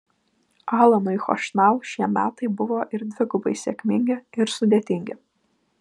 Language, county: Lithuanian, Vilnius